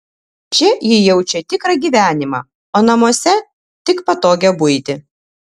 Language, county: Lithuanian, Kaunas